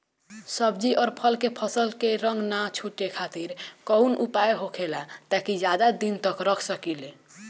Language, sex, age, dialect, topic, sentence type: Bhojpuri, male, 18-24, Northern, agriculture, question